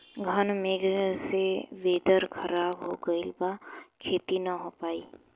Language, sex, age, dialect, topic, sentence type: Bhojpuri, female, 18-24, Southern / Standard, agriculture, question